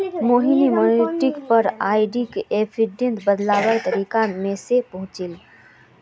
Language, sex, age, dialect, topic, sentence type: Magahi, female, 46-50, Northeastern/Surjapuri, banking, statement